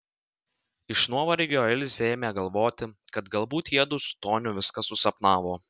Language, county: Lithuanian, Vilnius